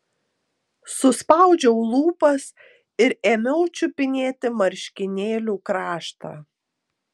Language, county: Lithuanian, Tauragė